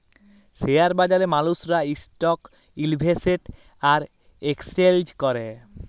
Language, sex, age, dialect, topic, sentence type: Bengali, male, 18-24, Jharkhandi, banking, statement